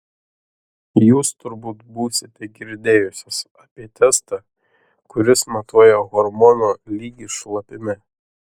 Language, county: Lithuanian, Šiauliai